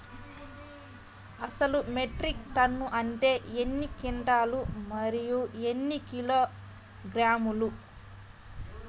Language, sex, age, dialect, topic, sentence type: Telugu, female, 25-30, Central/Coastal, agriculture, question